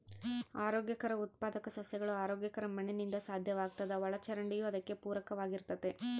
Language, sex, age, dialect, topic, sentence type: Kannada, female, 31-35, Central, agriculture, statement